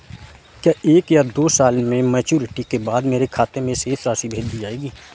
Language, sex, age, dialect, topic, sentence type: Hindi, male, 18-24, Awadhi Bundeli, banking, question